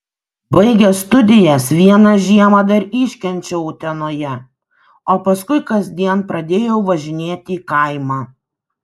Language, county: Lithuanian, Kaunas